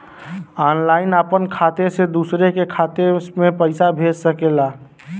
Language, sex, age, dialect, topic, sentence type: Bhojpuri, male, 18-24, Western, banking, statement